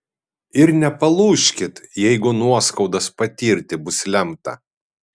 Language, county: Lithuanian, Kaunas